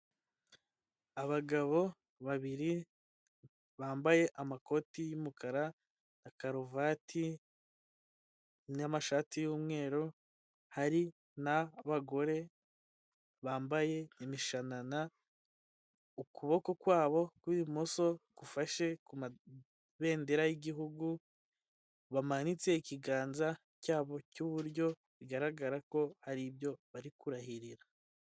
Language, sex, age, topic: Kinyarwanda, male, 18-24, government